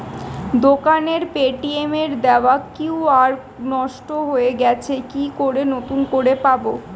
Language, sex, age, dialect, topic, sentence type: Bengali, female, 25-30, Standard Colloquial, banking, question